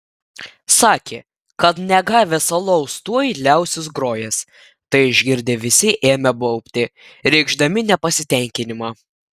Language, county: Lithuanian, Klaipėda